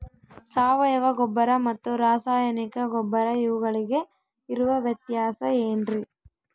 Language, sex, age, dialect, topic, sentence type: Kannada, female, 18-24, Central, agriculture, question